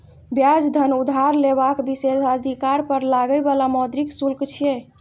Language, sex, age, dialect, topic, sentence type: Maithili, female, 25-30, Eastern / Thethi, banking, statement